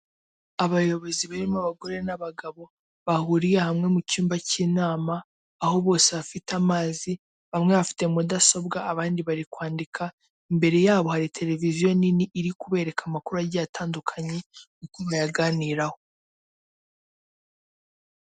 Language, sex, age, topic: Kinyarwanda, female, 18-24, government